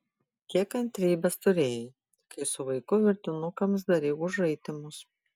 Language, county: Lithuanian, Panevėžys